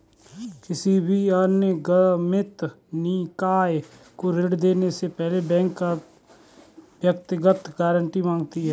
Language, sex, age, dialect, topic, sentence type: Hindi, male, 25-30, Kanauji Braj Bhasha, banking, statement